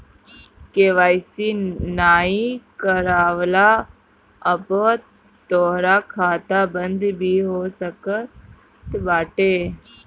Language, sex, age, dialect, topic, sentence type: Bhojpuri, male, 31-35, Northern, banking, statement